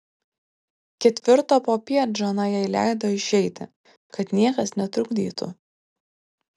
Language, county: Lithuanian, Vilnius